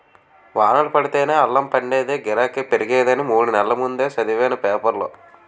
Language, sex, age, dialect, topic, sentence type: Telugu, male, 18-24, Utterandhra, agriculture, statement